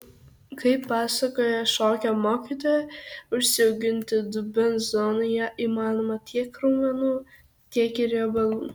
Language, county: Lithuanian, Kaunas